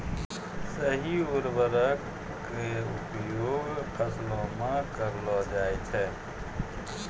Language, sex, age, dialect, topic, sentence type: Maithili, male, 60-100, Angika, agriculture, statement